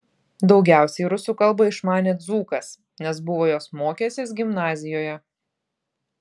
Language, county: Lithuanian, Klaipėda